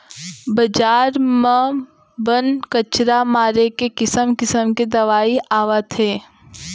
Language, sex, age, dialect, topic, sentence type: Chhattisgarhi, female, 18-24, Central, agriculture, statement